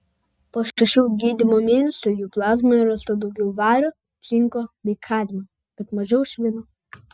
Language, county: Lithuanian, Vilnius